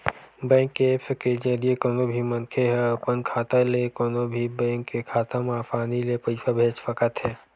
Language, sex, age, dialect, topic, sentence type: Chhattisgarhi, male, 18-24, Western/Budati/Khatahi, banking, statement